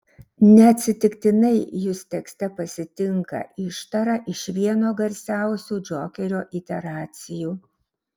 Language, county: Lithuanian, Šiauliai